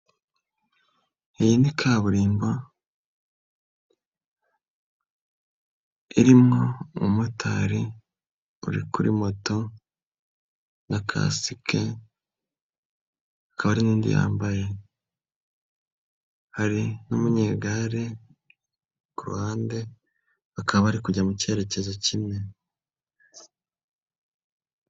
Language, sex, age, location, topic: Kinyarwanda, male, 25-35, Nyagatare, finance